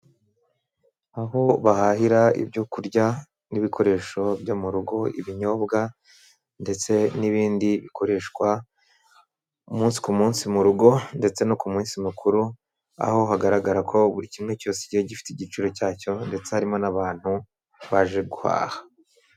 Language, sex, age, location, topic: Kinyarwanda, male, 25-35, Kigali, finance